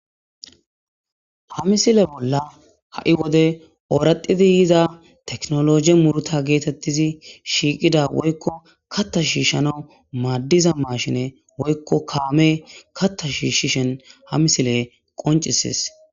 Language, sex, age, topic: Gamo, male, 18-24, agriculture